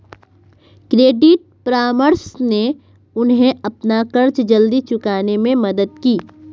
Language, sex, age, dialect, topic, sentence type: Hindi, female, 25-30, Marwari Dhudhari, banking, statement